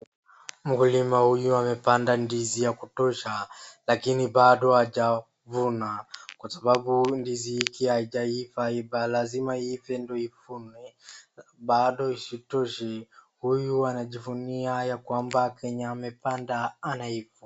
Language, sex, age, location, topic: Swahili, female, 36-49, Wajir, agriculture